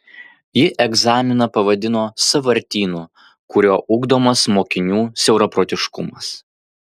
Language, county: Lithuanian, Vilnius